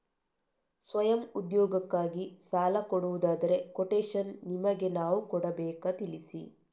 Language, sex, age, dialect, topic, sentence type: Kannada, female, 31-35, Coastal/Dakshin, banking, question